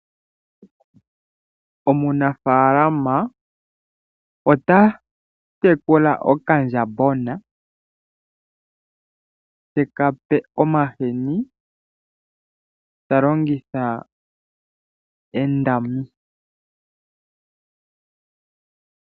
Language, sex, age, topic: Oshiwambo, male, 25-35, agriculture